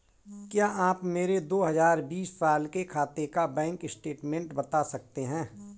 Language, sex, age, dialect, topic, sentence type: Hindi, male, 41-45, Awadhi Bundeli, banking, question